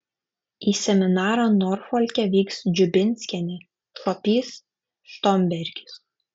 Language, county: Lithuanian, Kaunas